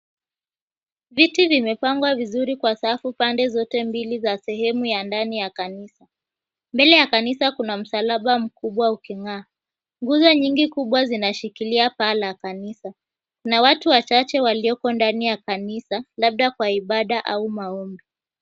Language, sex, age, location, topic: Swahili, female, 18-24, Mombasa, government